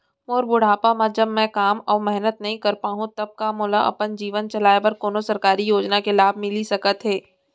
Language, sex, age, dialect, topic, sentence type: Chhattisgarhi, female, 60-100, Central, banking, question